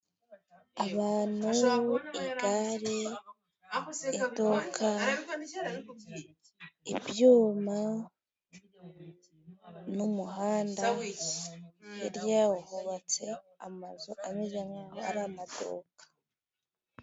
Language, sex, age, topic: Kinyarwanda, female, 18-24, government